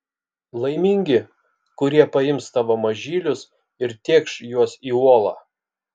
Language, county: Lithuanian, Kaunas